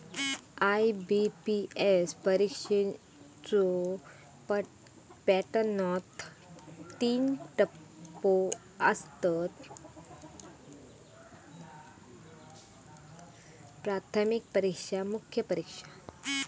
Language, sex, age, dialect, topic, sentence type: Marathi, female, 31-35, Southern Konkan, banking, statement